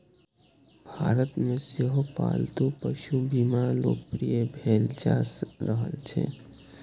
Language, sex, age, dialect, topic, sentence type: Maithili, male, 18-24, Eastern / Thethi, banking, statement